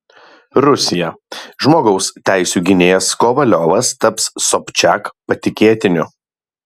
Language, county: Lithuanian, Kaunas